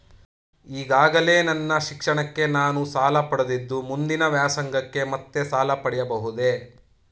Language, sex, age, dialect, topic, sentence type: Kannada, male, 31-35, Mysore Kannada, banking, question